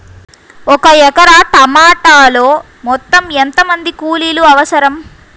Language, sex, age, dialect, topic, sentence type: Telugu, female, 51-55, Central/Coastal, agriculture, question